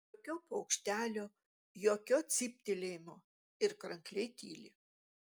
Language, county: Lithuanian, Utena